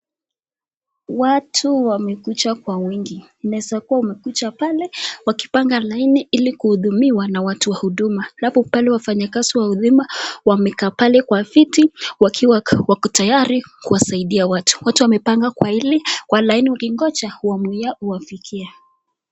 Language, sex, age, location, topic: Swahili, female, 18-24, Nakuru, government